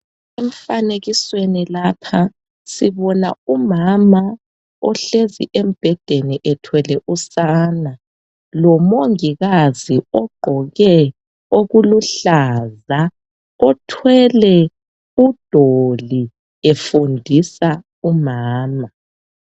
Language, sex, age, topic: North Ndebele, male, 36-49, health